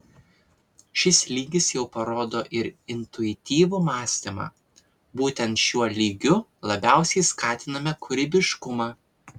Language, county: Lithuanian, Vilnius